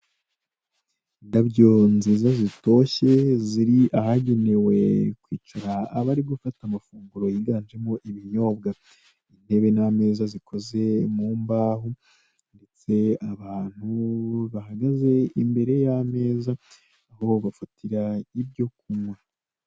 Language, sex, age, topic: Kinyarwanda, male, 25-35, finance